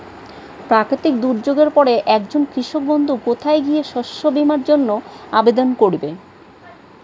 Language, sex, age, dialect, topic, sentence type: Bengali, female, 36-40, Standard Colloquial, agriculture, question